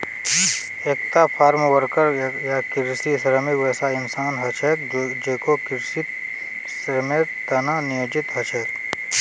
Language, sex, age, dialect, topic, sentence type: Magahi, male, 25-30, Northeastern/Surjapuri, agriculture, statement